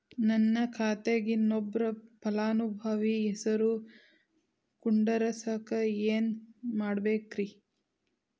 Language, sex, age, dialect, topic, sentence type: Kannada, female, 18-24, Dharwad Kannada, banking, question